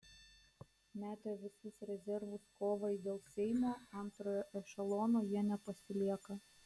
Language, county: Lithuanian, Klaipėda